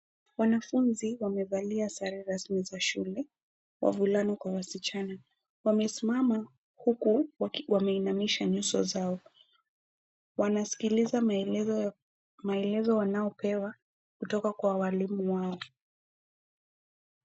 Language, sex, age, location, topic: Swahili, female, 25-35, Nairobi, education